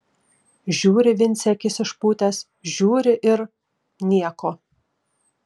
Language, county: Lithuanian, Kaunas